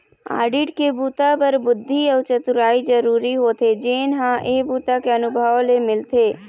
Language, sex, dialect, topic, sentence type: Chhattisgarhi, female, Eastern, banking, statement